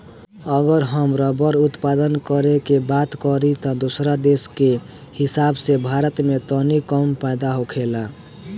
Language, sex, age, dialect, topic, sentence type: Bhojpuri, male, 18-24, Southern / Standard, agriculture, statement